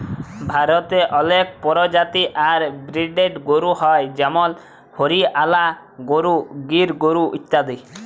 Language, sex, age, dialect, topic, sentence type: Bengali, male, 18-24, Jharkhandi, agriculture, statement